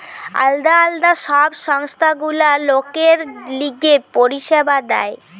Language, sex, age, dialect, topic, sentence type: Bengali, female, 18-24, Western, banking, statement